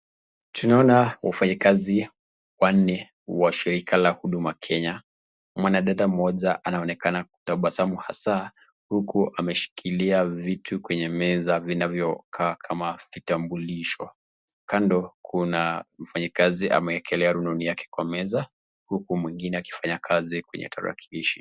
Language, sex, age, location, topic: Swahili, male, 36-49, Nakuru, government